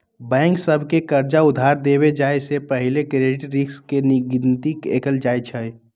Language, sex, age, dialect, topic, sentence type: Magahi, male, 18-24, Western, banking, statement